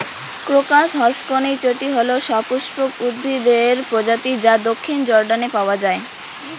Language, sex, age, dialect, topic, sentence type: Bengali, female, 18-24, Rajbangshi, agriculture, question